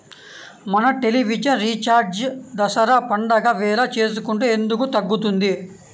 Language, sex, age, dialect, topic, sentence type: Telugu, male, 18-24, Central/Coastal, banking, question